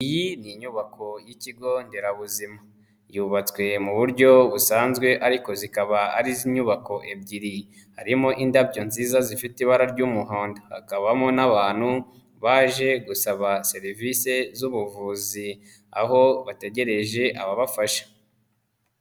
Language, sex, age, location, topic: Kinyarwanda, female, 25-35, Nyagatare, health